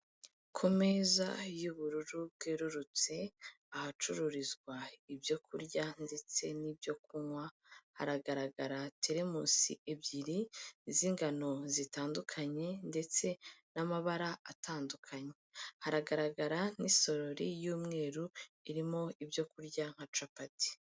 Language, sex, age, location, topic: Kinyarwanda, female, 25-35, Kigali, finance